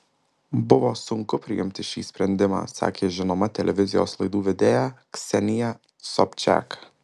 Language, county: Lithuanian, Marijampolė